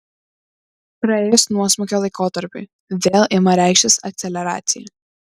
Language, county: Lithuanian, Vilnius